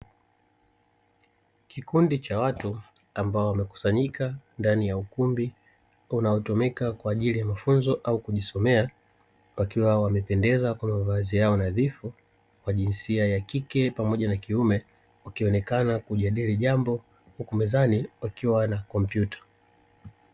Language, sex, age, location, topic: Swahili, male, 36-49, Dar es Salaam, education